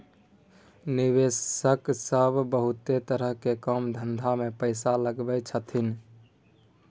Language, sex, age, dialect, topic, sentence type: Maithili, male, 18-24, Bajjika, banking, statement